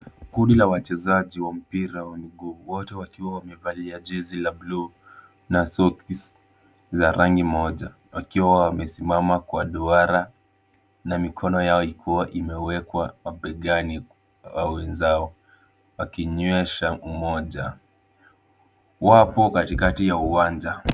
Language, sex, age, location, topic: Swahili, male, 18-24, Kisumu, government